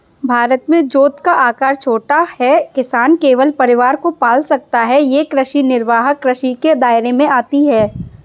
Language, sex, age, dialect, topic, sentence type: Hindi, female, 18-24, Kanauji Braj Bhasha, agriculture, statement